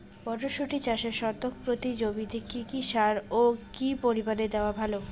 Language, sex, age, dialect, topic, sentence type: Bengali, female, 18-24, Rajbangshi, agriculture, question